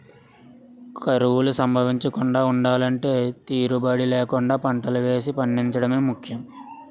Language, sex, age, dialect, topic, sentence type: Telugu, male, 56-60, Utterandhra, agriculture, statement